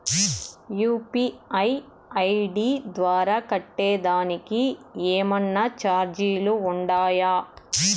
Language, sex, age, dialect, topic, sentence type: Telugu, male, 46-50, Southern, banking, question